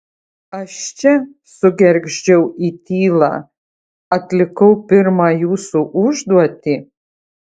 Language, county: Lithuanian, Utena